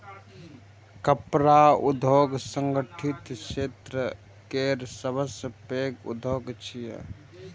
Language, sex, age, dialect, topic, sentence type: Maithili, male, 18-24, Eastern / Thethi, agriculture, statement